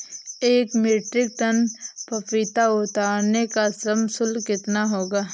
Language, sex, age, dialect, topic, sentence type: Hindi, female, 18-24, Awadhi Bundeli, agriculture, question